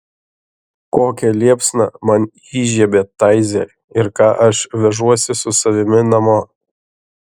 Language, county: Lithuanian, Šiauliai